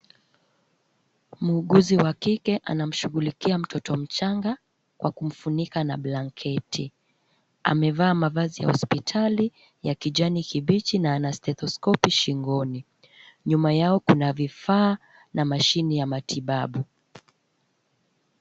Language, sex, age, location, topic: Swahili, female, 25-35, Kisumu, health